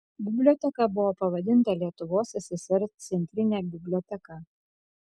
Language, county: Lithuanian, Kaunas